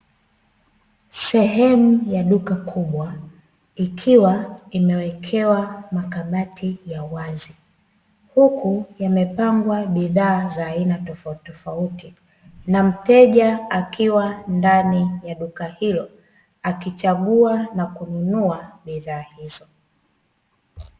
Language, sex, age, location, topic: Swahili, female, 25-35, Dar es Salaam, finance